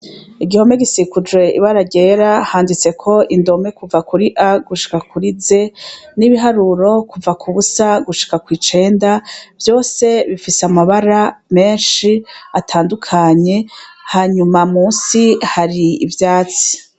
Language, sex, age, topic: Rundi, female, 36-49, education